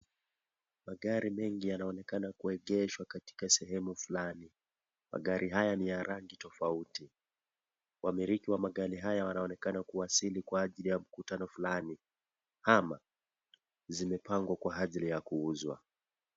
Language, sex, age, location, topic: Swahili, male, 18-24, Kisii, finance